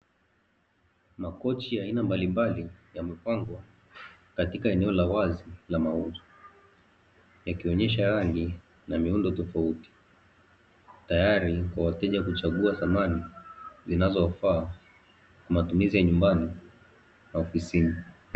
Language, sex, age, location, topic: Swahili, male, 18-24, Dar es Salaam, finance